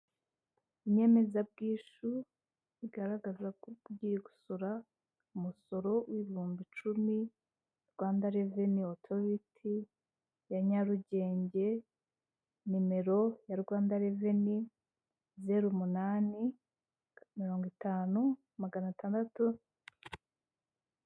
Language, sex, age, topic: Kinyarwanda, female, 25-35, finance